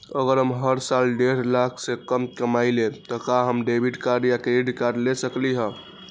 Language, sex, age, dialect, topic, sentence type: Magahi, male, 18-24, Western, banking, question